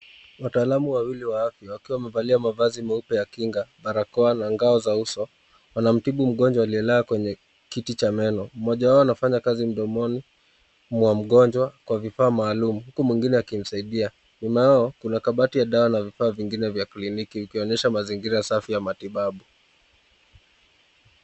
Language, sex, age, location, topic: Swahili, male, 25-35, Nakuru, health